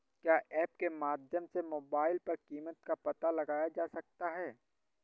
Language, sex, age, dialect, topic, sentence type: Hindi, male, 18-24, Awadhi Bundeli, agriculture, question